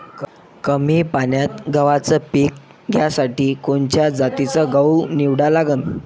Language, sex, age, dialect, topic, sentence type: Marathi, male, 25-30, Varhadi, agriculture, question